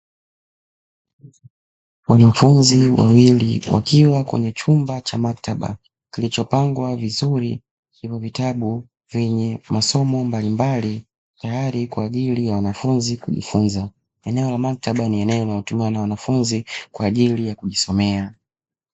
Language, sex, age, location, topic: Swahili, male, 25-35, Dar es Salaam, education